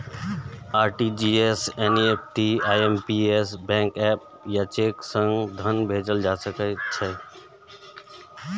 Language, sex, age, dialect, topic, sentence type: Maithili, male, 36-40, Eastern / Thethi, banking, statement